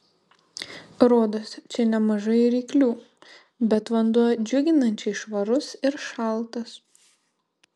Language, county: Lithuanian, Šiauliai